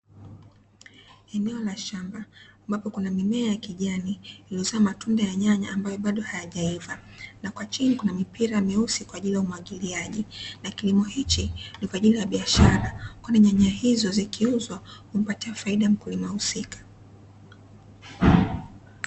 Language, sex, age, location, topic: Swahili, female, 25-35, Dar es Salaam, agriculture